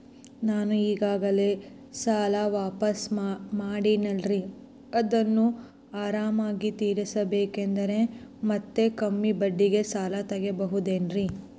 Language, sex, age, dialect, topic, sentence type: Kannada, female, 18-24, Central, banking, question